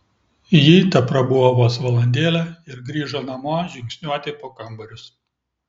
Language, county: Lithuanian, Klaipėda